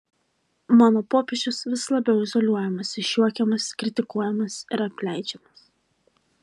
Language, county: Lithuanian, Alytus